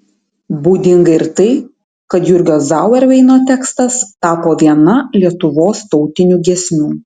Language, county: Lithuanian, Tauragė